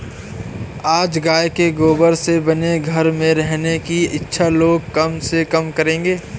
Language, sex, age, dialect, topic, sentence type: Hindi, male, 18-24, Awadhi Bundeli, agriculture, statement